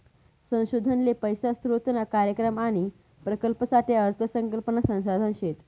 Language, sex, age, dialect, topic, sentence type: Marathi, female, 31-35, Northern Konkan, banking, statement